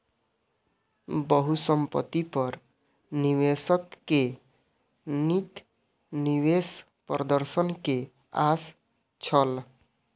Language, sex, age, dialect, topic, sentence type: Maithili, male, 18-24, Southern/Standard, banking, statement